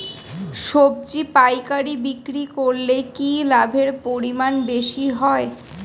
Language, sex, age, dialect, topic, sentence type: Bengali, female, 25-30, Standard Colloquial, agriculture, question